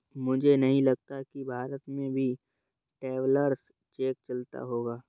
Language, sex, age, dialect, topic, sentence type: Hindi, male, 31-35, Awadhi Bundeli, banking, statement